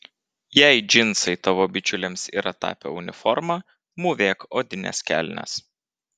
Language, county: Lithuanian, Vilnius